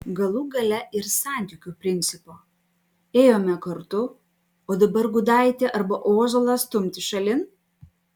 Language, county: Lithuanian, Klaipėda